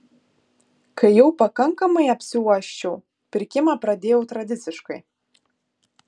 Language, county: Lithuanian, Kaunas